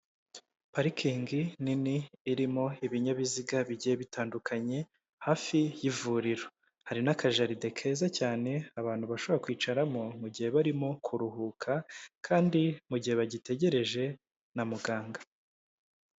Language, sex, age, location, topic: Kinyarwanda, male, 25-35, Kigali, government